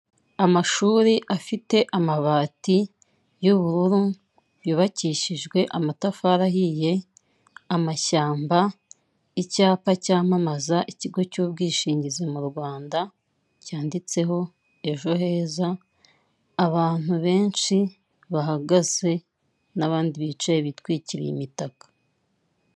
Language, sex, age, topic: Kinyarwanda, female, 25-35, finance